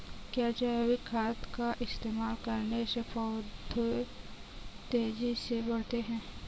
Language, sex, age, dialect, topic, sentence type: Hindi, female, 18-24, Kanauji Braj Bhasha, agriculture, question